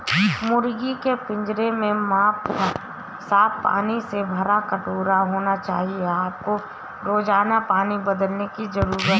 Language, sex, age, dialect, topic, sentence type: Hindi, female, 31-35, Awadhi Bundeli, agriculture, statement